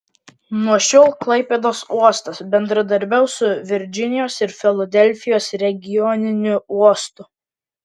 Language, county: Lithuanian, Kaunas